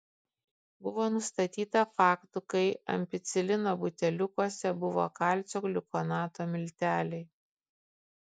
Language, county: Lithuanian, Kaunas